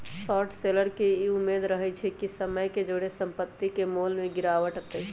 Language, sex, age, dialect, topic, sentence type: Magahi, male, 18-24, Western, banking, statement